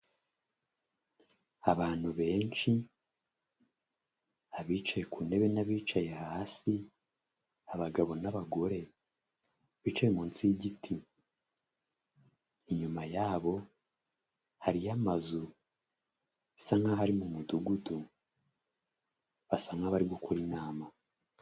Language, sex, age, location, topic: Kinyarwanda, male, 25-35, Huye, health